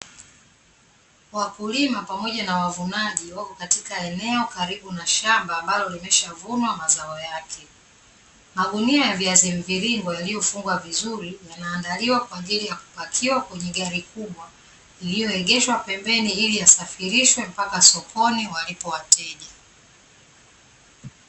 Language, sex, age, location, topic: Swahili, female, 25-35, Dar es Salaam, agriculture